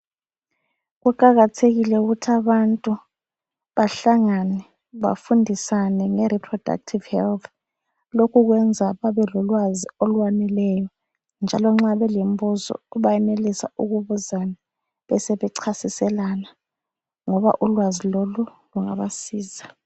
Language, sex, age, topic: North Ndebele, female, 25-35, health